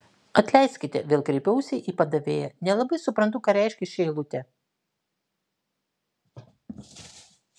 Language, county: Lithuanian, Klaipėda